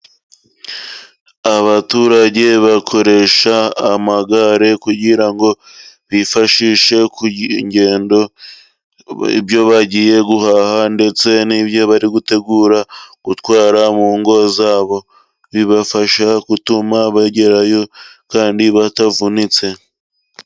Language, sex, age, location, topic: Kinyarwanda, male, 25-35, Musanze, finance